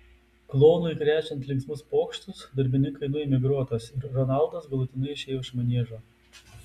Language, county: Lithuanian, Tauragė